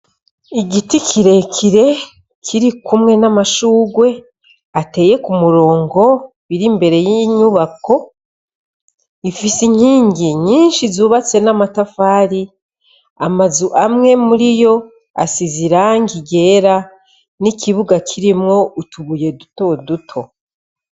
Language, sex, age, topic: Rundi, female, 36-49, education